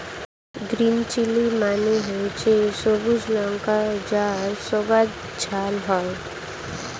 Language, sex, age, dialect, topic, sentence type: Bengali, female, 60-100, Standard Colloquial, agriculture, statement